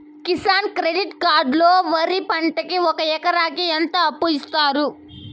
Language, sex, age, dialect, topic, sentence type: Telugu, female, 25-30, Southern, agriculture, question